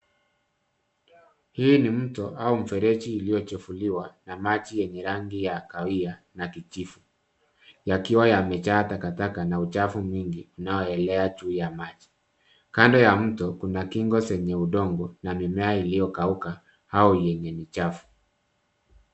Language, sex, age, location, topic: Swahili, male, 50+, Nairobi, government